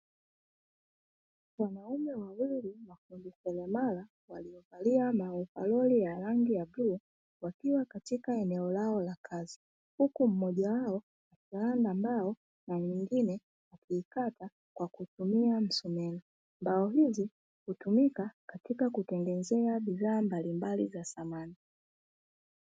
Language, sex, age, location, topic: Swahili, female, 25-35, Dar es Salaam, finance